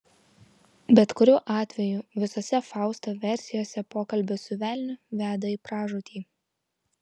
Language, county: Lithuanian, Vilnius